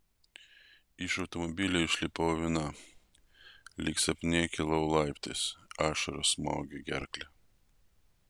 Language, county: Lithuanian, Vilnius